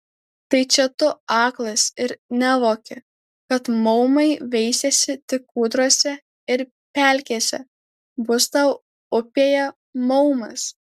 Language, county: Lithuanian, Alytus